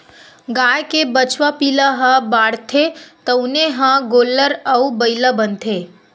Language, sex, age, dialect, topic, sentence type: Chhattisgarhi, female, 51-55, Western/Budati/Khatahi, agriculture, statement